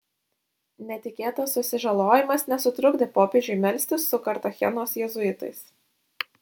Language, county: Lithuanian, Šiauliai